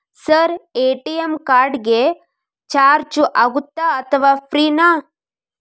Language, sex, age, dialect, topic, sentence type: Kannada, female, 25-30, Dharwad Kannada, banking, question